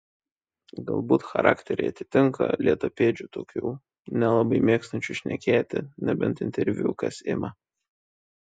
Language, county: Lithuanian, Šiauliai